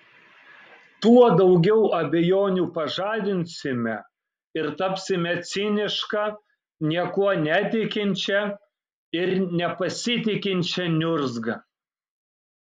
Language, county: Lithuanian, Kaunas